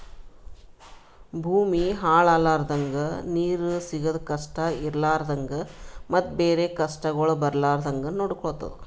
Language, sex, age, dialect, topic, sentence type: Kannada, female, 36-40, Northeastern, agriculture, statement